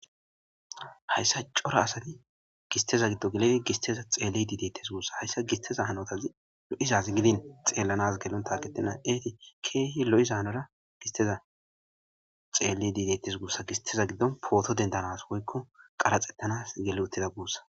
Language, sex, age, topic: Gamo, male, 25-35, agriculture